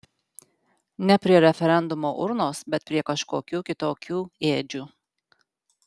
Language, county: Lithuanian, Alytus